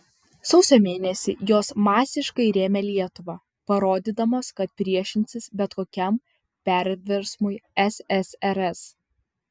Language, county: Lithuanian, Vilnius